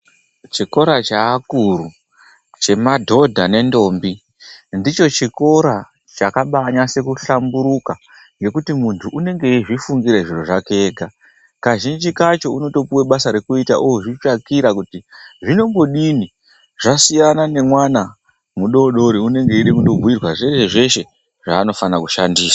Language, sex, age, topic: Ndau, male, 25-35, education